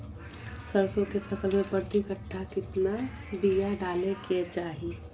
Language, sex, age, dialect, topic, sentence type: Magahi, female, 41-45, Southern, agriculture, question